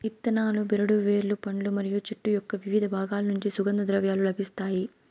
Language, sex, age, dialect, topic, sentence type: Telugu, female, 18-24, Southern, agriculture, statement